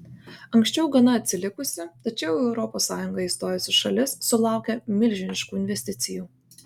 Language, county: Lithuanian, Kaunas